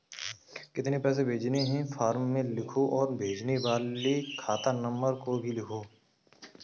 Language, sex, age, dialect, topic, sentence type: Hindi, male, 18-24, Kanauji Braj Bhasha, banking, statement